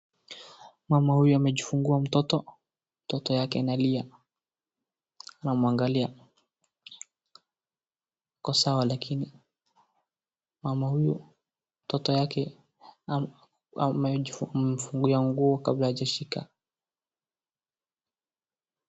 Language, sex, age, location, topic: Swahili, male, 18-24, Wajir, health